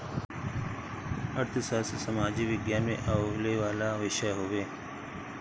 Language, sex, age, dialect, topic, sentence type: Bhojpuri, male, 31-35, Northern, banking, statement